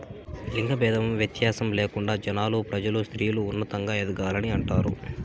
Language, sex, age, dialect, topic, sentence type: Telugu, male, 18-24, Southern, banking, statement